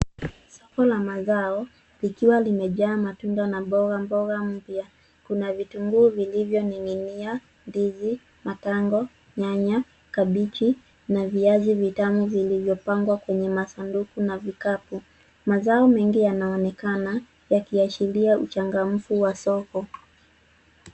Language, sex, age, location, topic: Swahili, female, 18-24, Nairobi, finance